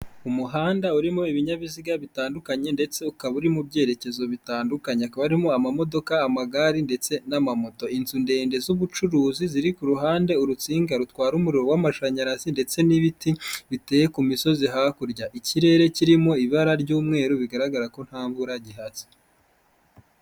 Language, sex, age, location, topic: Kinyarwanda, male, 25-35, Kigali, government